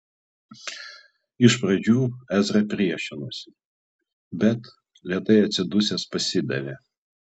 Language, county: Lithuanian, Klaipėda